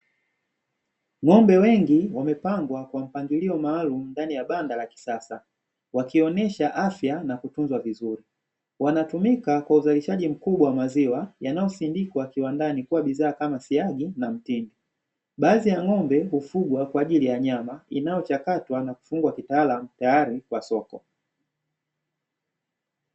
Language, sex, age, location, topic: Swahili, male, 25-35, Dar es Salaam, agriculture